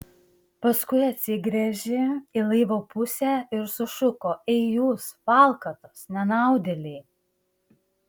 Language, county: Lithuanian, Šiauliai